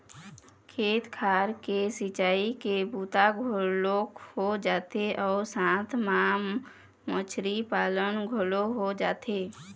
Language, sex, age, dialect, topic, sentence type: Chhattisgarhi, female, 18-24, Eastern, agriculture, statement